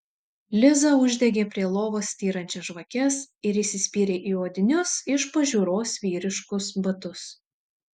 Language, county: Lithuanian, Šiauliai